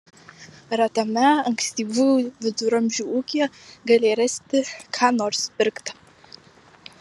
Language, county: Lithuanian, Marijampolė